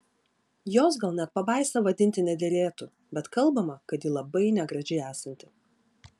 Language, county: Lithuanian, Klaipėda